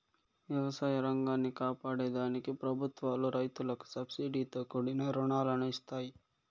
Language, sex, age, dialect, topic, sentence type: Telugu, male, 18-24, Southern, agriculture, statement